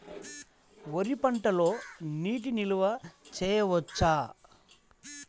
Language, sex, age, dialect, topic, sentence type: Telugu, male, 36-40, Central/Coastal, agriculture, question